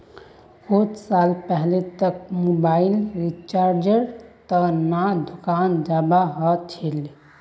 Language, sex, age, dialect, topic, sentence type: Magahi, female, 18-24, Northeastern/Surjapuri, banking, statement